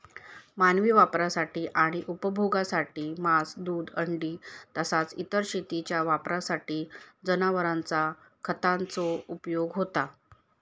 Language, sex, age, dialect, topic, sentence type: Marathi, female, 25-30, Southern Konkan, agriculture, statement